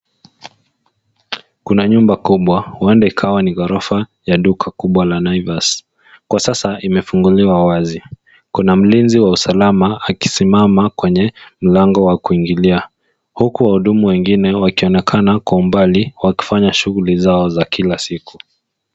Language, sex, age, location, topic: Swahili, male, 18-24, Nairobi, finance